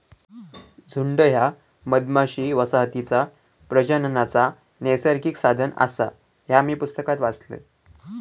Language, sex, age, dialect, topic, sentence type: Marathi, male, <18, Southern Konkan, agriculture, statement